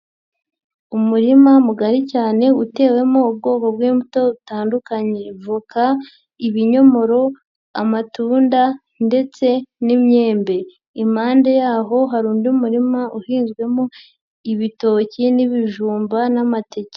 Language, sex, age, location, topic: Kinyarwanda, female, 50+, Nyagatare, agriculture